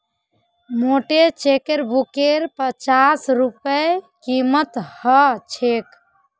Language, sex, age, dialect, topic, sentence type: Magahi, female, 25-30, Northeastern/Surjapuri, banking, statement